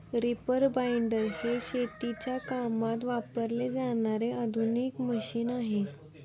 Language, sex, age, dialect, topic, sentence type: Marathi, female, 18-24, Standard Marathi, agriculture, statement